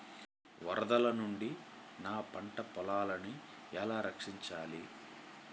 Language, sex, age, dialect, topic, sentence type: Telugu, male, 25-30, Central/Coastal, agriculture, question